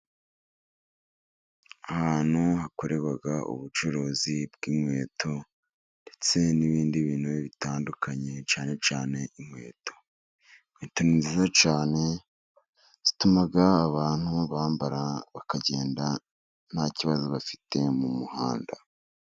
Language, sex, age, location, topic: Kinyarwanda, male, 50+, Musanze, finance